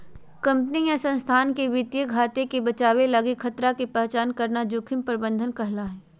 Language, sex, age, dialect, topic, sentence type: Magahi, female, 31-35, Southern, agriculture, statement